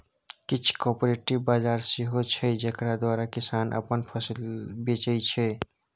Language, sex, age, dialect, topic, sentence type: Maithili, male, 18-24, Bajjika, agriculture, statement